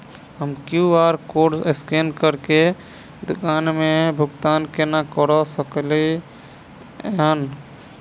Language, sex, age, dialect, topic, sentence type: Maithili, male, 25-30, Southern/Standard, banking, question